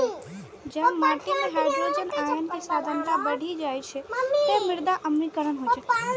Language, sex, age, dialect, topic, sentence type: Maithili, male, 36-40, Eastern / Thethi, agriculture, statement